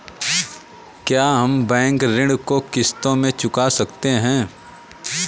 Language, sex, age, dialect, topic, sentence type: Hindi, female, 18-24, Awadhi Bundeli, banking, question